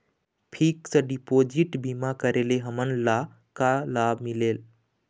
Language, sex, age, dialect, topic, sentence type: Chhattisgarhi, male, 25-30, Eastern, banking, question